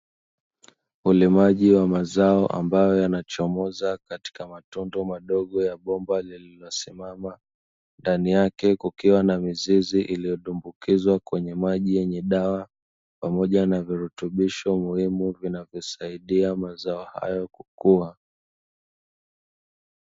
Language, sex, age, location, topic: Swahili, male, 25-35, Dar es Salaam, agriculture